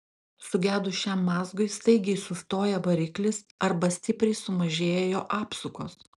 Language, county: Lithuanian, Klaipėda